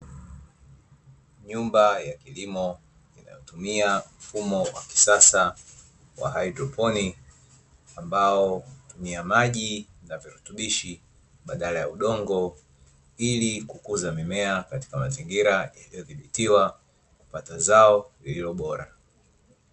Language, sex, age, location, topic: Swahili, male, 25-35, Dar es Salaam, agriculture